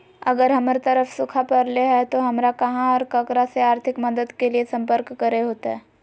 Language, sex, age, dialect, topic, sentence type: Magahi, female, 18-24, Southern, agriculture, question